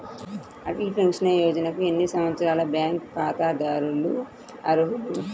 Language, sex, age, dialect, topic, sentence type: Telugu, female, 31-35, Central/Coastal, banking, question